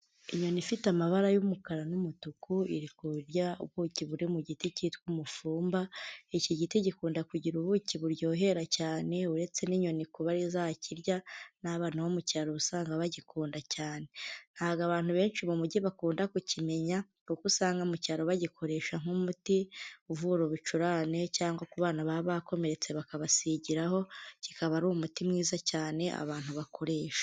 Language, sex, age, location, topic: Kinyarwanda, female, 25-35, Huye, agriculture